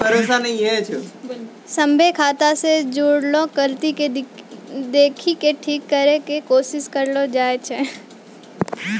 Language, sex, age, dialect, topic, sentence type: Maithili, female, 18-24, Angika, banking, statement